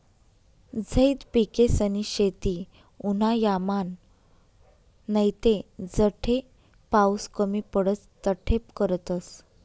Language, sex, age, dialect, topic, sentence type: Marathi, female, 31-35, Northern Konkan, agriculture, statement